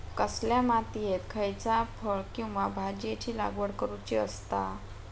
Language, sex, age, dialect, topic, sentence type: Marathi, female, 18-24, Southern Konkan, agriculture, question